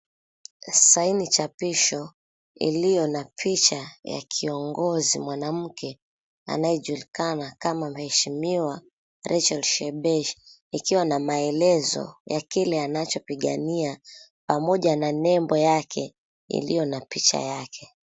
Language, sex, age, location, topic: Swahili, female, 25-35, Mombasa, government